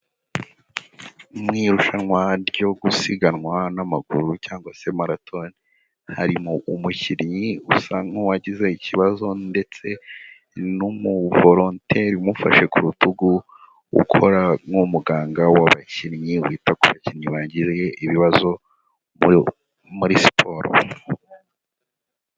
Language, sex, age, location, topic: Kinyarwanda, male, 18-24, Huye, health